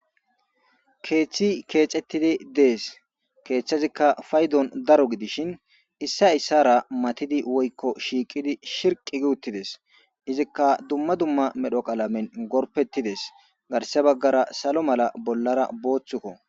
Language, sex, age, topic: Gamo, male, 18-24, government